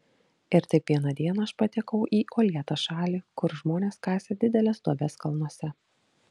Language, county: Lithuanian, Kaunas